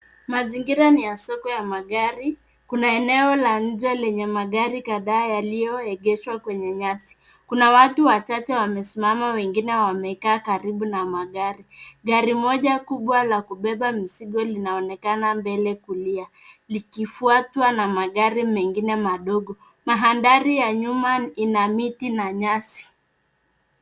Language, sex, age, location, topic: Swahili, female, 25-35, Nairobi, finance